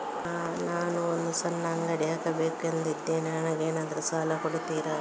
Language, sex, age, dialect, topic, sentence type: Kannada, female, 36-40, Coastal/Dakshin, banking, question